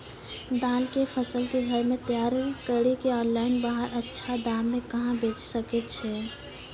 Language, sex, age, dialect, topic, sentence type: Maithili, female, 51-55, Angika, agriculture, question